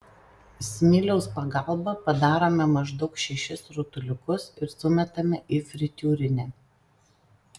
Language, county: Lithuanian, Panevėžys